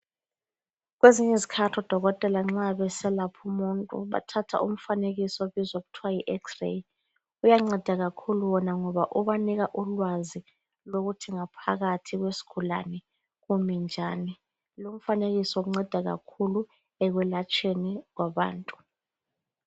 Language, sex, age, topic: North Ndebele, female, 25-35, health